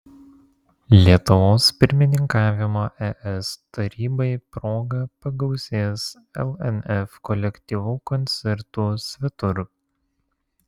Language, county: Lithuanian, Vilnius